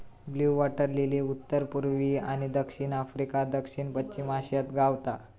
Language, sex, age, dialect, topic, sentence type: Marathi, female, 25-30, Southern Konkan, agriculture, statement